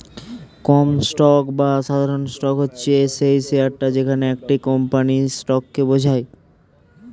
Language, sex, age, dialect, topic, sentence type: Bengali, male, 18-24, Standard Colloquial, banking, statement